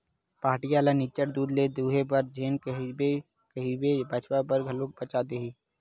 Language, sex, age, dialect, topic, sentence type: Chhattisgarhi, male, 18-24, Western/Budati/Khatahi, agriculture, statement